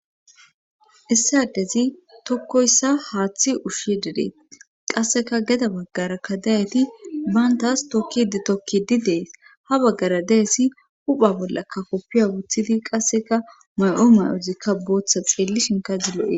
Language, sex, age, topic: Gamo, female, 25-35, government